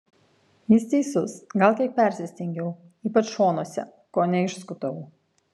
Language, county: Lithuanian, Kaunas